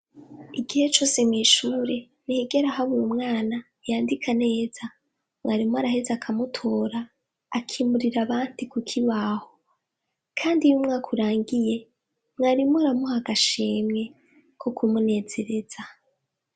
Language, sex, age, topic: Rundi, female, 25-35, education